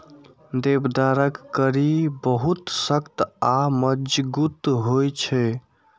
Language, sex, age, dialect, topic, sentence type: Maithili, male, 51-55, Eastern / Thethi, agriculture, statement